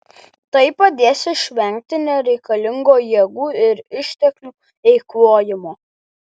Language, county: Lithuanian, Alytus